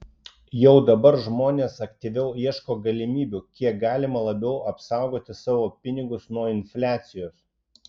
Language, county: Lithuanian, Klaipėda